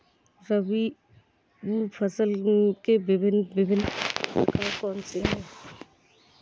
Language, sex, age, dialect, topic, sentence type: Hindi, female, 31-35, Awadhi Bundeli, agriculture, question